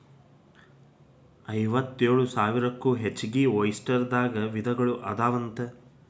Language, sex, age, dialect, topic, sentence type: Kannada, male, 25-30, Dharwad Kannada, agriculture, statement